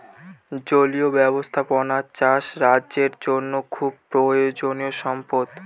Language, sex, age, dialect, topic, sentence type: Bengali, male, 18-24, Northern/Varendri, agriculture, statement